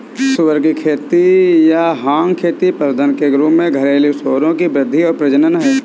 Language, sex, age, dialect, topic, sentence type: Hindi, male, 18-24, Awadhi Bundeli, agriculture, statement